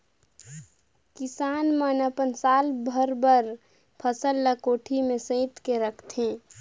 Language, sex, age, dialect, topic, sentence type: Chhattisgarhi, female, 46-50, Northern/Bhandar, agriculture, statement